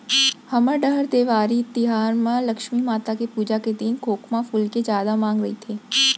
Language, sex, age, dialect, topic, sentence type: Chhattisgarhi, female, 25-30, Central, agriculture, statement